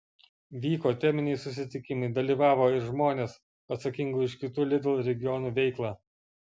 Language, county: Lithuanian, Vilnius